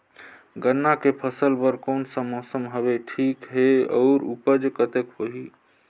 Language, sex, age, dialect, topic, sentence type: Chhattisgarhi, male, 31-35, Northern/Bhandar, agriculture, question